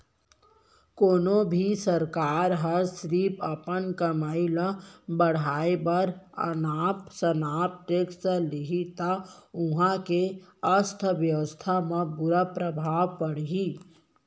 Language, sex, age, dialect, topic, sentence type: Chhattisgarhi, female, 18-24, Central, banking, statement